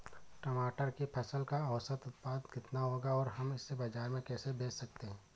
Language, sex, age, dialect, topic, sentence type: Hindi, male, 25-30, Awadhi Bundeli, agriculture, question